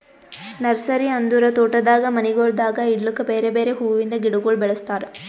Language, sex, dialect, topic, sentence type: Kannada, female, Northeastern, agriculture, statement